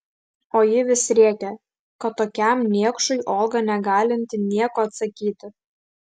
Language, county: Lithuanian, Klaipėda